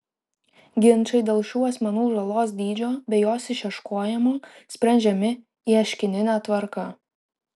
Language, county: Lithuanian, Klaipėda